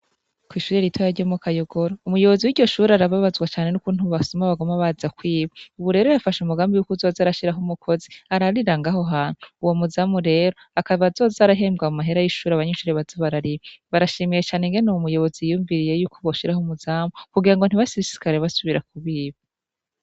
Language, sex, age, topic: Rundi, female, 25-35, education